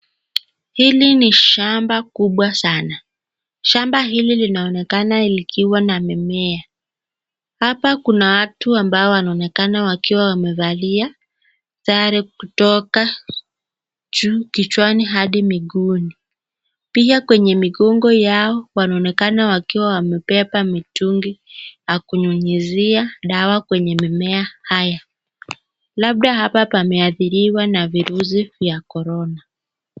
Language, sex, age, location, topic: Swahili, female, 50+, Nakuru, health